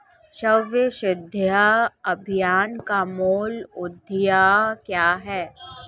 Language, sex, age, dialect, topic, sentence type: Hindi, female, 25-30, Marwari Dhudhari, banking, question